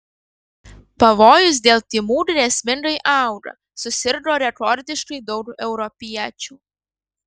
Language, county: Lithuanian, Kaunas